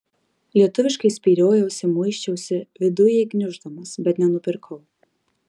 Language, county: Lithuanian, Marijampolė